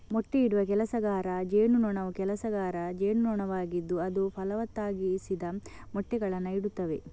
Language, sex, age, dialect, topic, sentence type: Kannada, female, 51-55, Coastal/Dakshin, agriculture, statement